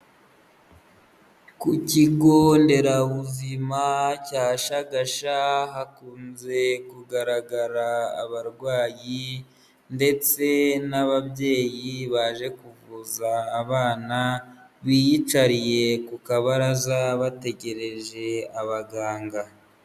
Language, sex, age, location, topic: Kinyarwanda, male, 25-35, Huye, health